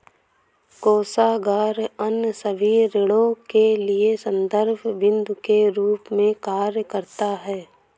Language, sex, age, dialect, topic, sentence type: Hindi, female, 18-24, Awadhi Bundeli, banking, statement